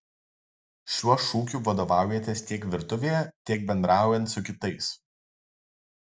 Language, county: Lithuanian, Kaunas